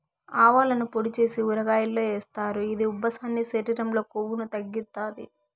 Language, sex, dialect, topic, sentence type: Telugu, female, Southern, agriculture, statement